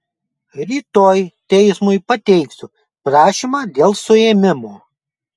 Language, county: Lithuanian, Kaunas